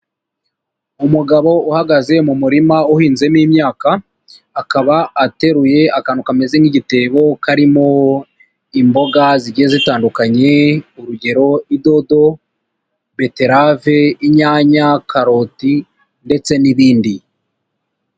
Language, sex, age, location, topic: Kinyarwanda, female, 25-35, Nyagatare, agriculture